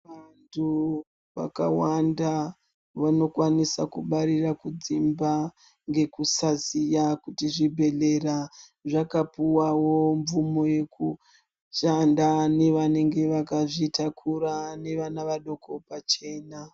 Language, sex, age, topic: Ndau, female, 36-49, health